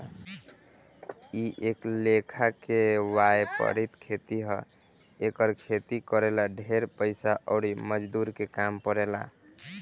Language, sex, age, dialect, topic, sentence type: Bhojpuri, male, 18-24, Southern / Standard, agriculture, statement